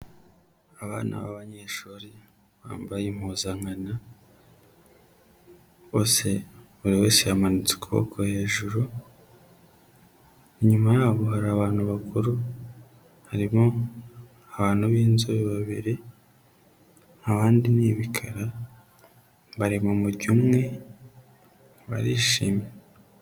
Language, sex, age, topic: Kinyarwanda, male, 25-35, health